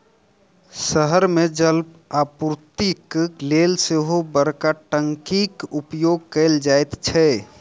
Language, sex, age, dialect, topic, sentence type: Maithili, male, 31-35, Southern/Standard, agriculture, statement